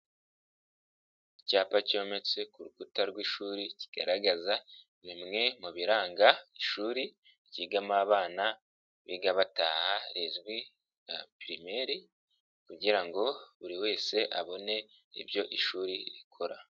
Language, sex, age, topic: Kinyarwanda, male, 25-35, education